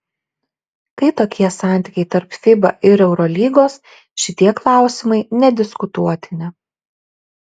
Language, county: Lithuanian, Šiauliai